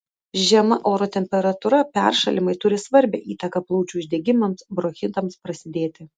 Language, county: Lithuanian, Vilnius